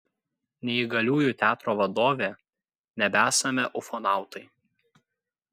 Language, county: Lithuanian, Kaunas